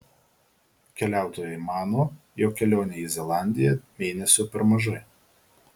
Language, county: Lithuanian, Marijampolė